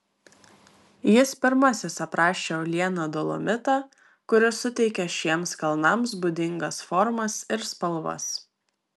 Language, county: Lithuanian, Klaipėda